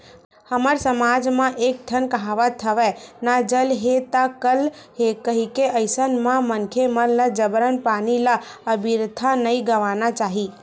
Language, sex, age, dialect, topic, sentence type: Chhattisgarhi, female, 18-24, Western/Budati/Khatahi, agriculture, statement